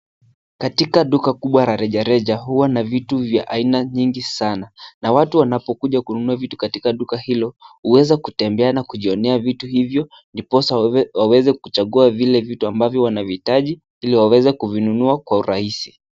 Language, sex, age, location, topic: Swahili, male, 18-24, Nairobi, finance